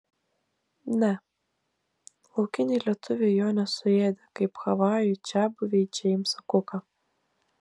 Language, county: Lithuanian, Klaipėda